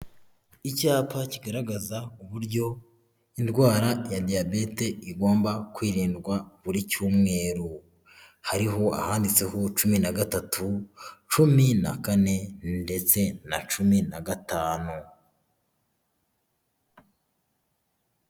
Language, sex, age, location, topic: Kinyarwanda, male, 25-35, Huye, health